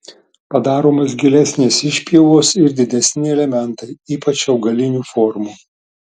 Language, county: Lithuanian, Tauragė